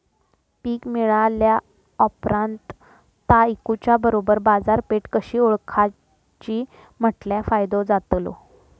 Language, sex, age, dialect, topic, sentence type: Marathi, female, 25-30, Southern Konkan, agriculture, question